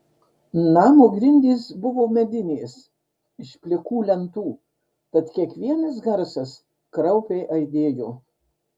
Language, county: Lithuanian, Marijampolė